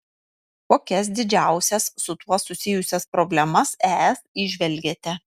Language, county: Lithuanian, Panevėžys